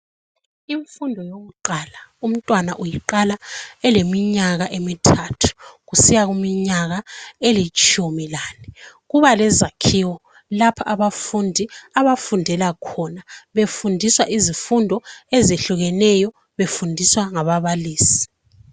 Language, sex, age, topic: North Ndebele, female, 36-49, education